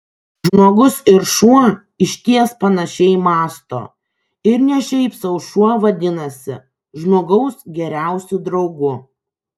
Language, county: Lithuanian, Kaunas